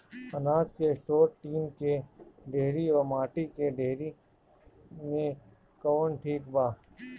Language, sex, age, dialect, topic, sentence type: Bhojpuri, male, 31-35, Northern, agriculture, question